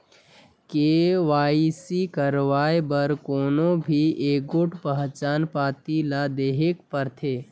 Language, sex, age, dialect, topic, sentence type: Chhattisgarhi, male, 51-55, Northern/Bhandar, banking, statement